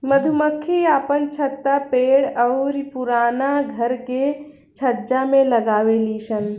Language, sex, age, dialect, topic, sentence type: Bhojpuri, female, 25-30, Southern / Standard, agriculture, statement